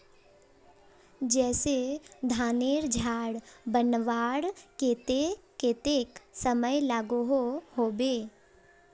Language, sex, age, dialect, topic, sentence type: Magahi, male, 18-24, Northeastern/Surjapuri, agriculture, question